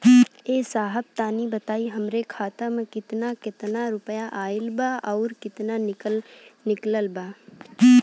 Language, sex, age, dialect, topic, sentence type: Bhojpuri, female, 18-24, Western, banking, question